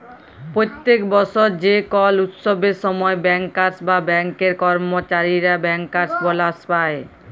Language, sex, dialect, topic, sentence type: Bengali, female, Jharkhandi, banking, statement